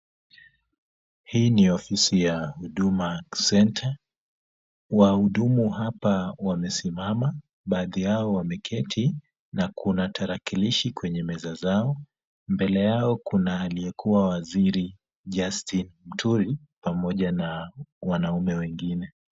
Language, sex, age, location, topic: Swahili, female, 25-35, Kisumu, government